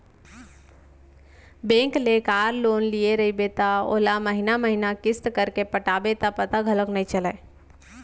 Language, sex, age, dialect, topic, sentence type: Chhattisgarhi, female, 25-30, Central, banking, statement